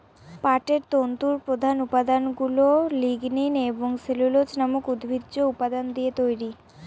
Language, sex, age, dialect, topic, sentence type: Bengali, female, 25-30, Northern/Varendri, agriculture, statement